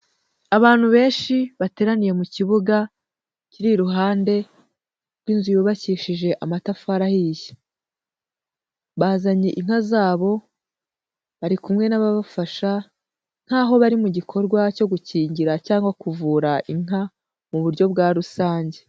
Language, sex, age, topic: Kinyarwanda, female, 18-24, agriculture